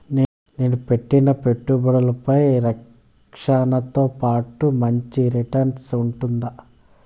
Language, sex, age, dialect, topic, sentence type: Telugu, male, 25-30, Southern, banking, question